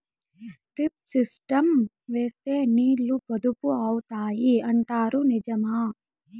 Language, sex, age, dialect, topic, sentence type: Telugu, female, 18-24, Southern, agriculture, question